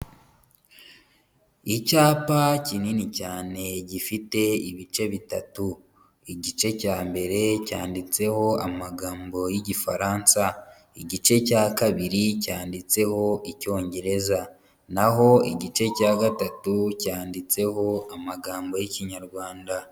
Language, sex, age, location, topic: Kinyarwanda, male, 25-35, Huye, education